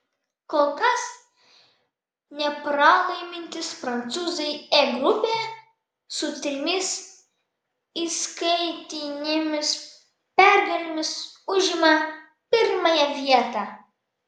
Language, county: Lithuanian, Vilnius